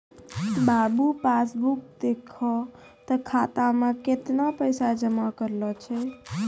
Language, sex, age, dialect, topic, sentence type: Maithili, female, 25-30, Angika, banking, statement